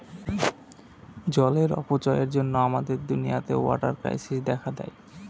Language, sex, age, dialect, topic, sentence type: Bengali, male, 31-35, Northern/Varendri, agriculture, statement